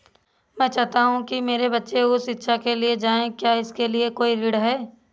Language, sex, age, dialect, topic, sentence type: Hindi, female, 25-30, Awadhi Bundeli, banking, question